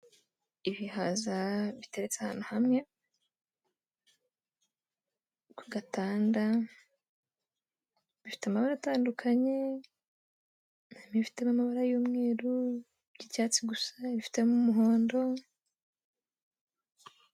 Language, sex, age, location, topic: Kinyarwanda, female, 18-24, Kigali, agriculture